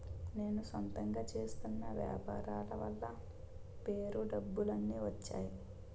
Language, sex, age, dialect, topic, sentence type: Telugu, male, 25-30, Utterandhra, banking, statement